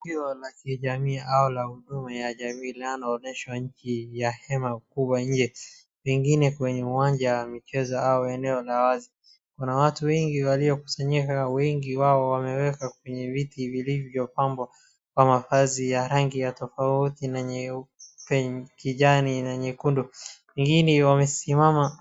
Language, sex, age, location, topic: Swahili, male, 36-49, Wajir, government